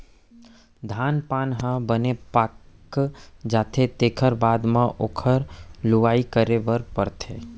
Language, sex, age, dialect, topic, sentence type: Chhattisgarhi, male, 25-30, Central, agriculture, statement